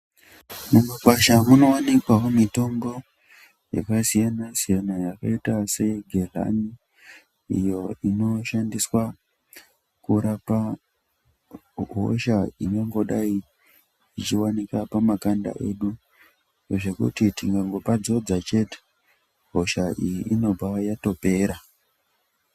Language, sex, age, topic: Ndau, male, 25-35, health